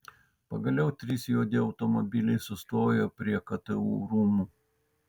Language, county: Lithuanian, Vilnius